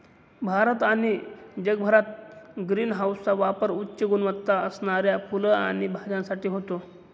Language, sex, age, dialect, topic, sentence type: Marathi, male, 25-30, Northern Konkan, agriculture, statement